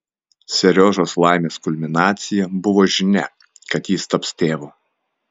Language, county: Lithuanian, Vilnius